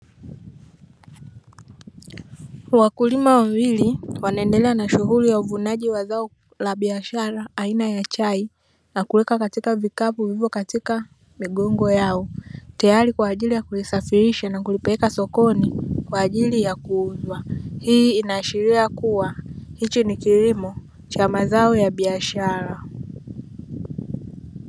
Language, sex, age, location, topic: Swahili, male, 25-35, Dar es Salaam, agriculture